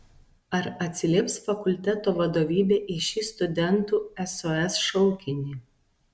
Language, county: Lithuanian, Alytus